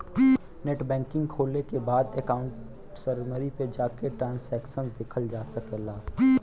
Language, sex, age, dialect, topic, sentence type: Bhojpuri, male, 18-24, Western, banking, statement